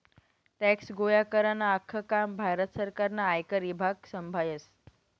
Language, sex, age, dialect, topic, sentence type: Marathi, male, 18-24, Northern Konkan, banking, statement